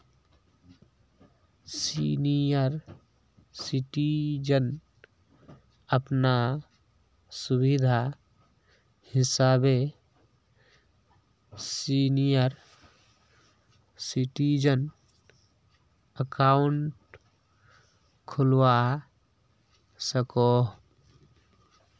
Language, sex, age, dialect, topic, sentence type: Magahi, male, 18-24, Northeastern/Surjapuri, banking, statement